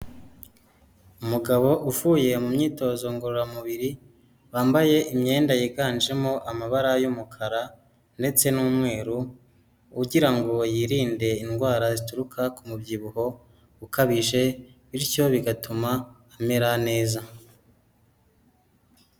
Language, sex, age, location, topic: Kinyarwanda, male, 25-35, Kigali, health